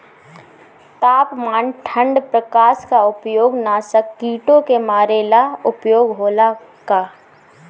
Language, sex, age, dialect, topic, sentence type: Bhojpuri, female, 25-30, Northern, agriculture, question